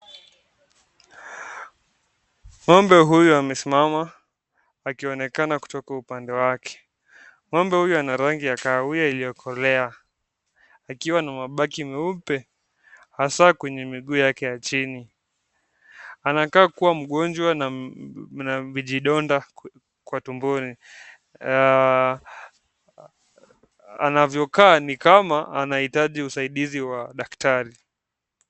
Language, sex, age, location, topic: Swahili, male, 18-24, Nakuru, agriculture